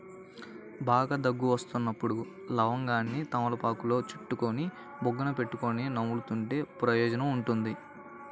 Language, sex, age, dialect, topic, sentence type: Telugu, male, 18-24, Central/Coastal, agriculture, statement